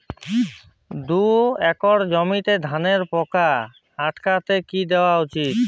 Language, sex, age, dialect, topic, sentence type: Bengali, male, 18-24, Jharkhandi, agriculture, question